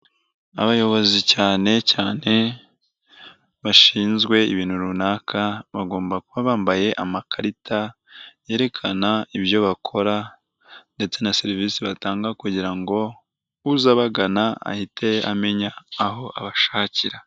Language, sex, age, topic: Kinyarwanda, male, 18-24, health